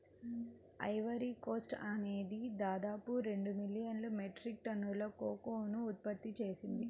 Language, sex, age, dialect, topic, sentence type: Telugu, female, 25-30, Central/Coastal, agriculture, statement